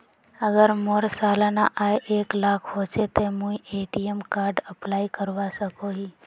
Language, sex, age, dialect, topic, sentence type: Magahi, female, 36-40, Northeastern/Surjapuri, banking, question